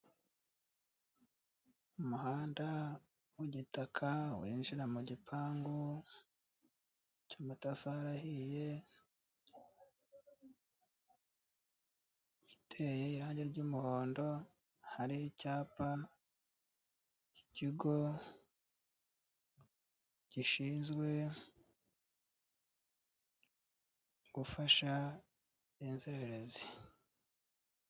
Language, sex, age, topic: Kinyarwanda, male, 36-49, health